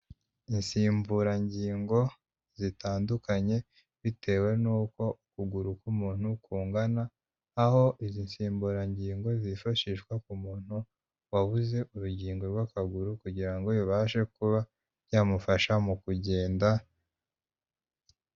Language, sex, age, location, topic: Kinyarwanda, male, 25-35, Kigali, health